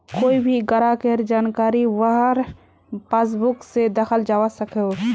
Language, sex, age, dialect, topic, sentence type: Magahi, female, 18-24, Northeastern/Surjapuri, banking, statement